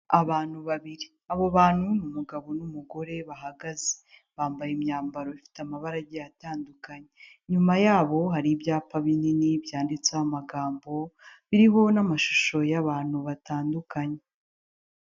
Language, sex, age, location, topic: Kinyarwanda, female, 18-24, Kigali, health